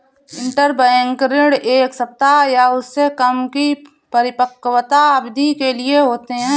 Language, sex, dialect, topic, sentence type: Hindi, female, Awadhi Bundeli, banking, statement